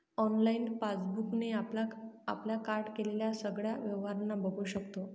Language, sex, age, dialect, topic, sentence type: Marathi, female, 18-24, Northern Konkan, banking, statement